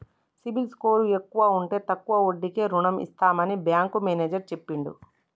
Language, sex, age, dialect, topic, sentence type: Telugu, female, 18-24, Telangana, banking, statement